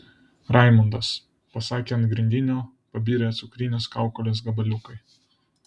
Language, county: Lithuanian, Vilnius